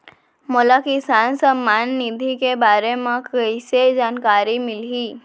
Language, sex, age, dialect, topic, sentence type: Chhattisgarhi, female, 18-24, Central, banking, question